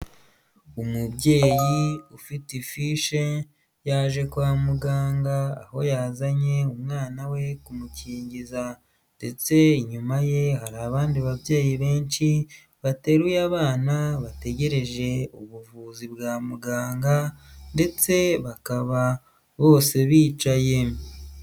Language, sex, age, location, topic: Kinyarwanda, male, 25-35, Huye, health